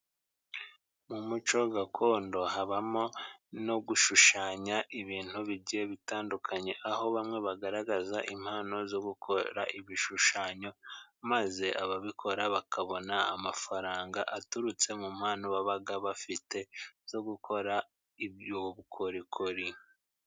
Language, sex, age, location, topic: Kinyarwanda, male, 36-49, Musanze, government